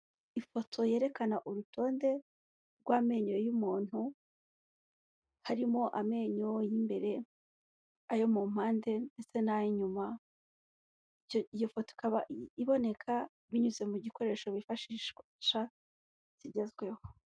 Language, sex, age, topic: Kinyarwanda, female, 18-24, health